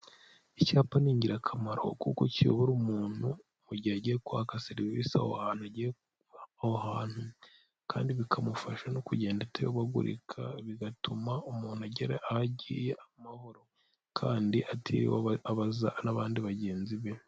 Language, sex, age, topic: Kinyarwanda, female, 18-24, health